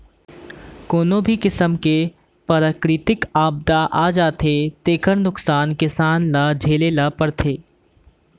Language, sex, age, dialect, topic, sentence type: Chhattisgarhi, male, 18-24, Central, agriculture, statement